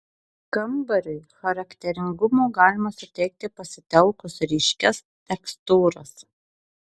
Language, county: Lithuanian, Marijampolė